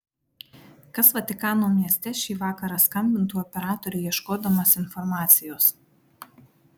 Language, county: Lithuanian, Marijampolė